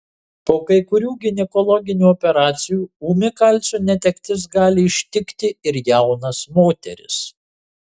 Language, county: Lithuanian, Marijampolė